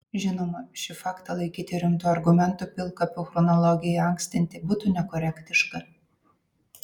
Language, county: Lithuanian, Vilnius